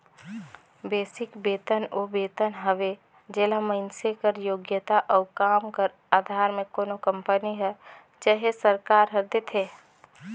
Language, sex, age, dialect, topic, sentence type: Chhattisgarhi, female, 25-30, Northern/Bhandar, banking, statement